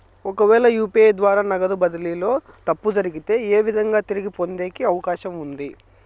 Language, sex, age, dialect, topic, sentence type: Telugu, male, 25-30, Southern, banking, question